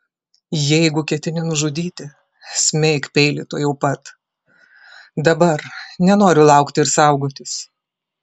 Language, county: Lithuanian, Klaipėda